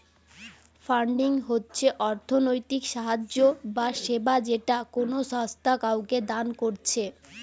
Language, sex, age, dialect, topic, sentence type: Bengali, female, 18-24, Western, banking, statement